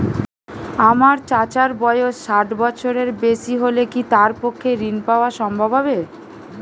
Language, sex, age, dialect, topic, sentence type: Bengali, female, 31-35, Western, banking, statement